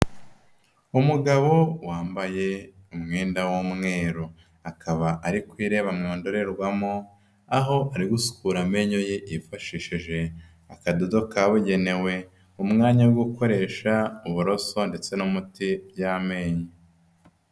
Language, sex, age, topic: Kinyarwanda, female, 18-24, health